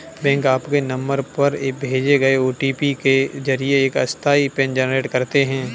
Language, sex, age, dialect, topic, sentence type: Hindi, male, 18-24, Kanauji Braj Bhasha, banking, statement